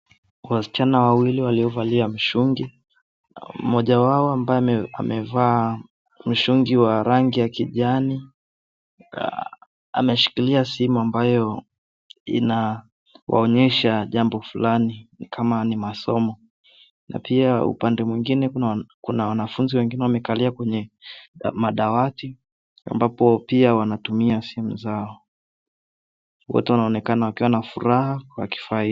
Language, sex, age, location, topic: Swahili, male, 18-24, Nairobi, education